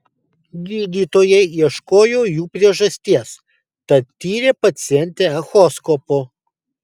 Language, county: Lithuanian, Kaunas